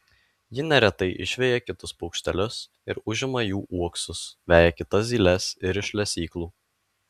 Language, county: Lithuanian, Alytus